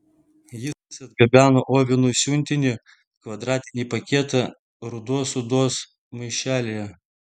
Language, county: Lithuanian, Vilnius